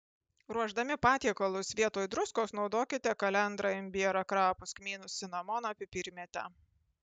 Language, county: Lithuanian, Panevėžys